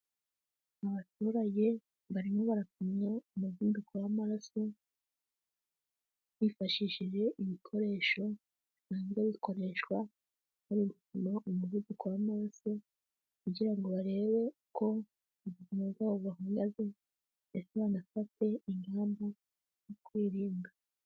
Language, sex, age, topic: Kinyarwanda, female, 18-24, health